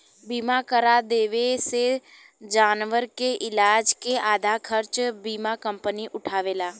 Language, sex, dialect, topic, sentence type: Bhojpuri, female, Southern / Standard, banking, statement